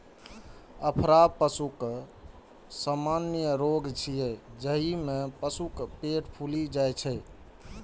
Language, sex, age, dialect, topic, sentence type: Maithili, male, 25-30, Eastern / Thethi, agriculture, statement